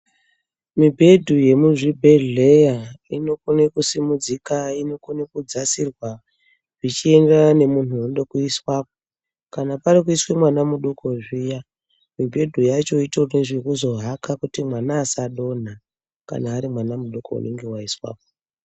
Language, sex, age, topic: Ndau, female, 36-49, health